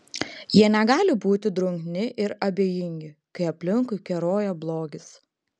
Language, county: Lithuanian, Klaipėda